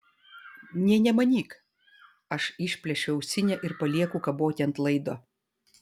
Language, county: Lithuanian, Vilnius